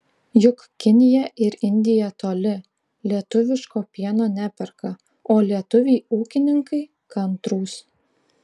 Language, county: Lithuanian, Klaipėda